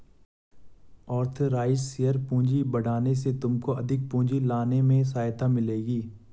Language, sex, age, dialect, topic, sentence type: Hindi, male, 18-24, Garhwali, banking, statement